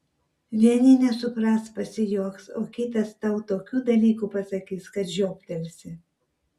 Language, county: Lithuanian, Vilnius